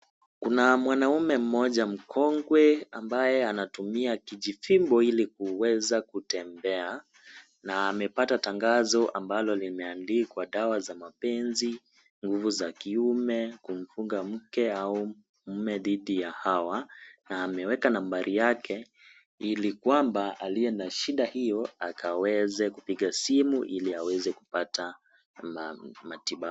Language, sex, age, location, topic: Swahili, male, 18-24, Kisii, health